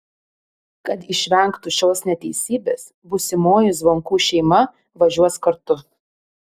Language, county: Lithuanian, Panevėžys